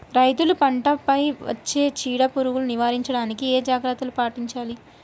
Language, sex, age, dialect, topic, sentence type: Telugu, male, 18-24, Telangana, agriculture, question